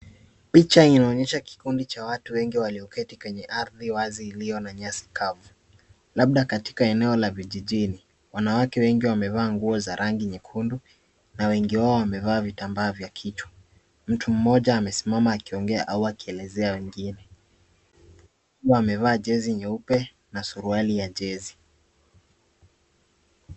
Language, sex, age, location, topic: Swahili, male, 18-24, Kisii, health